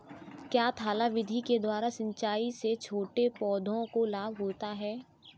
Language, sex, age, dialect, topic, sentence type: Hindi, female, 18-24, Kanauji Braj Bhasha, agriculture, question